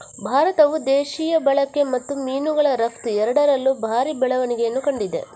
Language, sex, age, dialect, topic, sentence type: Kannada, female, 46-50, Coastal/Dakshin, agriculture, statement